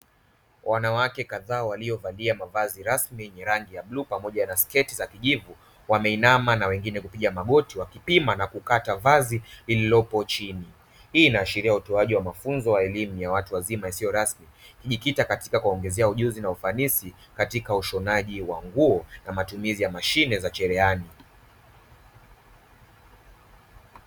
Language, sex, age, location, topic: Swahili, male, 25-35, Dar es Salaam, education